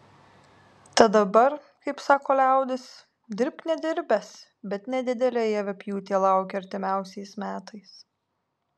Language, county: Lithuanian, Alytus